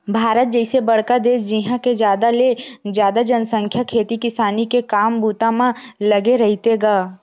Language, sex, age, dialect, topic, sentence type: Chhattisgarhi, female, 18-24, Western/Budati/Khatahi, banking, statement